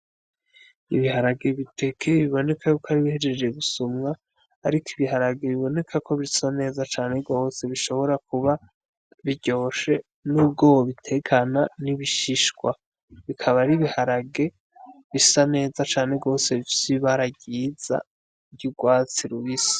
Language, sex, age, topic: Rundi, male, 18-24, agriculture